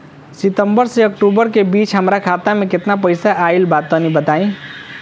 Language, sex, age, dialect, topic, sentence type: Bhojpuri, male, 25-30, Southern / Standard, banking, question